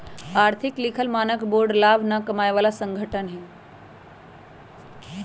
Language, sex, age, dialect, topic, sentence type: Magahi, male, 18-24, Western, banking, statement